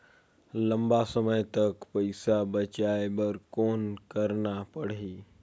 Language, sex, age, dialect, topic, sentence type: Chhattisgarhi, male, 18-24, Northern/Bhandar, banking, question